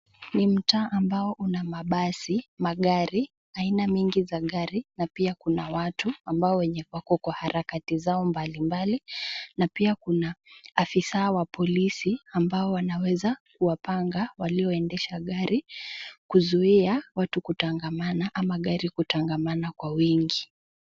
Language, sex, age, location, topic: Swahili, male, 18-24, Nairobi, government